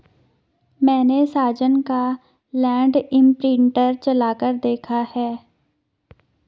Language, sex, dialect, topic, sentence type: Hindi, female, Garhwali, agriculture, statement